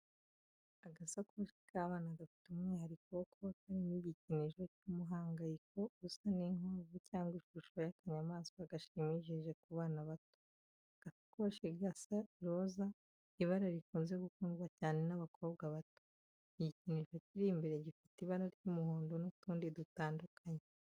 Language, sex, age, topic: Kinyarwanda, female, 25-35, education